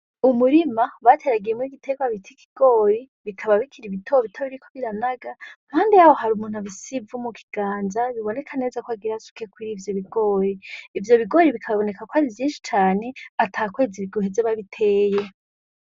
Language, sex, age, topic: Rundi, female, 18-24, agriculture